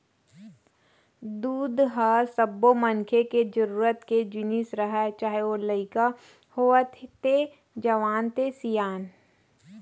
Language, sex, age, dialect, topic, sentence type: Chhattisgarhi, female, 31-35, Western/Budati/Khatahi, agriculture, statement